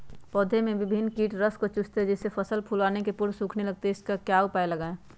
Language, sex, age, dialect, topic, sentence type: Magahi, female, 41-45, Western, agriculture, question